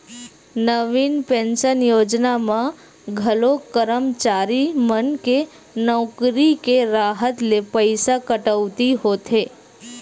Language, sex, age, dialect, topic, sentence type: Chhattisgarhi, female, 25-30, Western/Budati/Khatahi, banking, statement